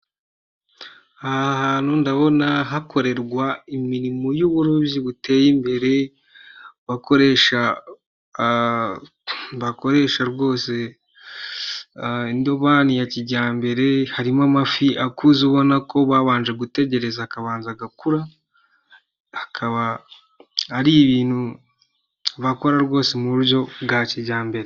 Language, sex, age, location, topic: Kinyarwanda, male, 18-24, Nyagatare, agriculture